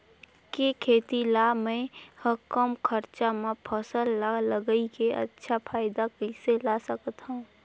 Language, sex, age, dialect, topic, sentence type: Chhattisgarhi, female, 18-24, Northern/Bhandar, agriculture, question